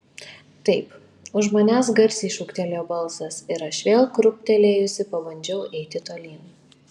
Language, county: Lithuanian, Kaunas